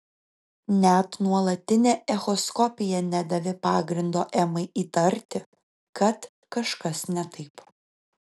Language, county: Lithuanian, Kaunas